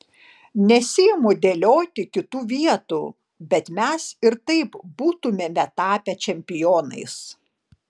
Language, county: Lithuanian, Panevėžys